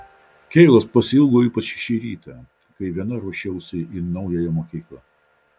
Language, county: Lithuanian, Vilnius